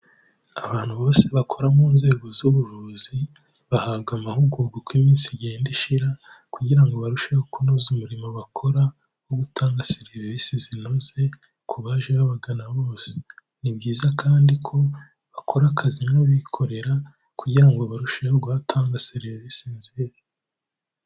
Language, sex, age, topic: Kinyarwanda, male, 18-24, health